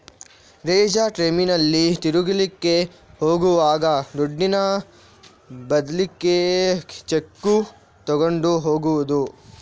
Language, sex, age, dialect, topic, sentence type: Kannada, male, 46-50, Coastal/Dakshin, banking, statement